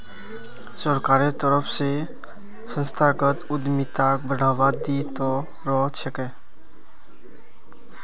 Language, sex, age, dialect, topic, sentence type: Magahi, male, 25-30, Northeastern/Surjapuri, banking, statement